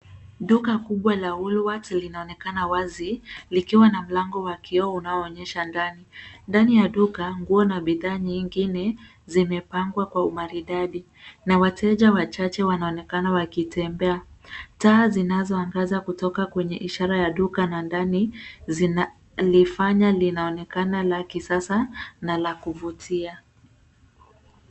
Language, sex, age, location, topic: Swahili, female, 25-35, Nairobi, finance